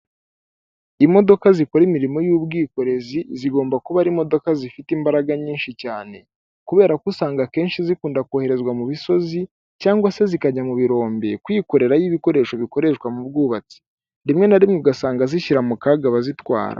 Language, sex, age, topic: Kinyarwanda, male, 18-24, government